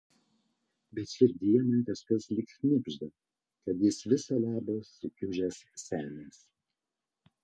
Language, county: Lithuanian, Kaunas